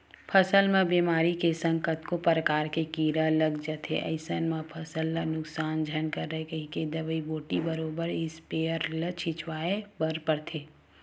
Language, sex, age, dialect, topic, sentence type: Chhattisgarhi, female, 18-24, Western/Budati/Khatahi, agriculture, statement